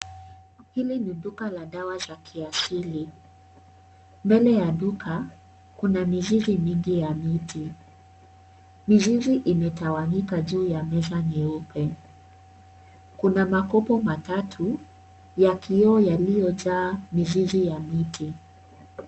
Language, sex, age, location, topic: Swahili, female, 36-49, Kisii, health